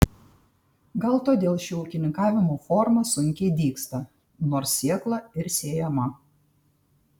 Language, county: Lithuanian, Tauragė